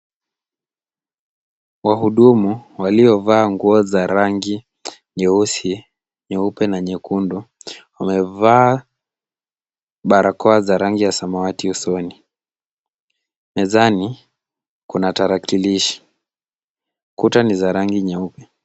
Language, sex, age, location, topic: Swahili, male, 18-24, Kisumu, government